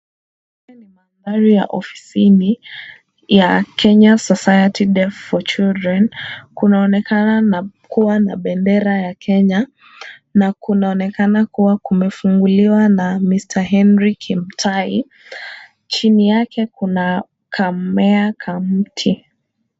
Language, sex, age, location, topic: Swahili, female, 18-24, Kisumu, education